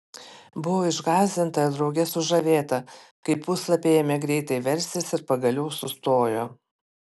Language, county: Lithuanian, Panevėžys